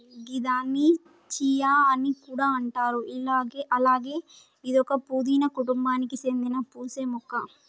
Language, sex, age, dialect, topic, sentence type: Telugu, male, 18-24, Telangana, agriculture, statement